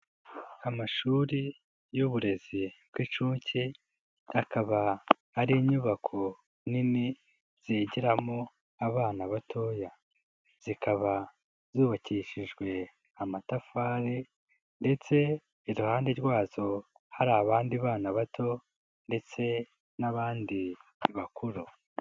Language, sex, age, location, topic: Kinyarwanda, male, 18-24, Nyagatare, education